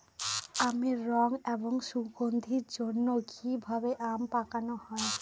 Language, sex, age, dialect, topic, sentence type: Bengali, female, 18-24, Northern/Varendri, agriculture, question